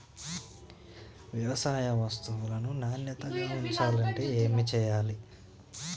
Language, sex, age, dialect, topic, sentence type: Telugu, male, 25-30, Telangana, agriculture, question